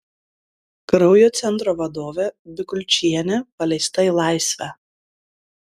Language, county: Lithuanian, Klaipėda